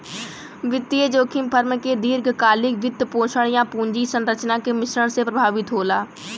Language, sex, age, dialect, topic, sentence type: Bhojpuri, female, 18-24, Western, banking, statement